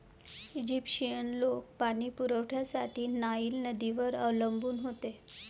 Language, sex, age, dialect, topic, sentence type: Marathi, female, 31-35, Varhadi, agriculture, statement